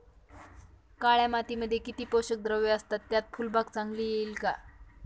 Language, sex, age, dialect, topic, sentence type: Marathi, female, 18-24, Northern Konkan, agriculture, question